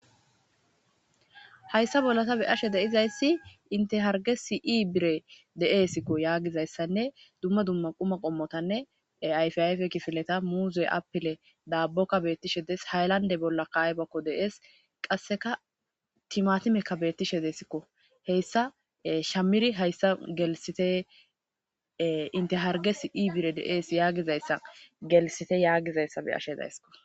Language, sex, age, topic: Gamo, female, 25-35, government